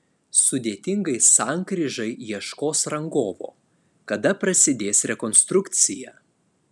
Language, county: Lithuanian, Alytus